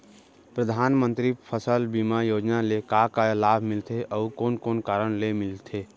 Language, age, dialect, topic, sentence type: Chhattisgarhi, 18-24, Central, agriculture, question